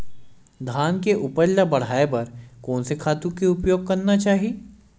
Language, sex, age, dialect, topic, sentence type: Chhattisgarhi, male, 18-24, Western/Budati/Khatahi, agriculture, question